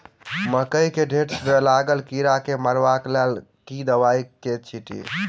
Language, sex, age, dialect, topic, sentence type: Maithili, male, 18-24, Southern/Standard, agriculture, question